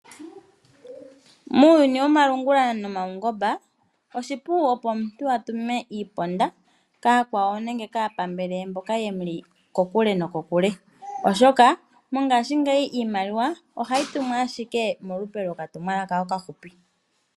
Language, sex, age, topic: Oshiwambo, female, 25-35, finance